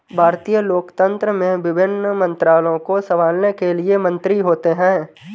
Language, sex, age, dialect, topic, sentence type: Hindi, male, 18-24, Marwari Dhudhari, banking, statement